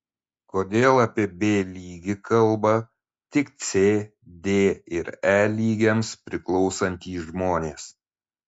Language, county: Lithuanian, Šiauliai